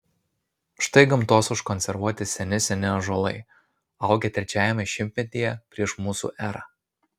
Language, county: Lithuanian, Marijampolė